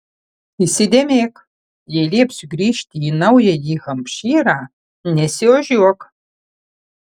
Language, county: Lithuanian, Panevėžys